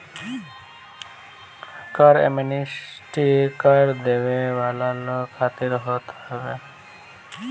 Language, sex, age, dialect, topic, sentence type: Bhojpuri, male, 18-24, Northern, banking, statement